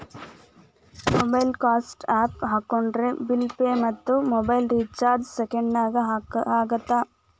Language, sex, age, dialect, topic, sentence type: Kannada, female, 25-30, Dharwad Kannada, banking, statement